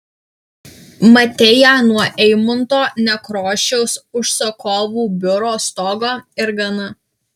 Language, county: Lithuanian, Alytus